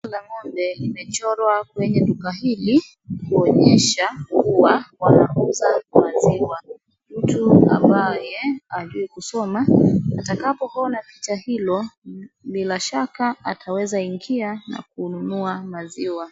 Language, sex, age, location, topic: Swahili, female, 25-35, Wajir, finance